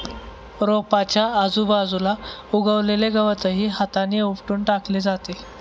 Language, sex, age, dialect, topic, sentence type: Marathi, male, 18-24, Standard Marathi, agriculture, statement